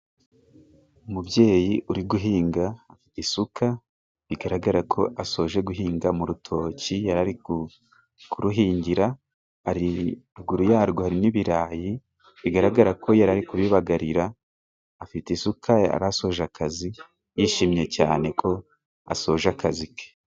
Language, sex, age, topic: Kinyarwanda, male, 18-24, agriculture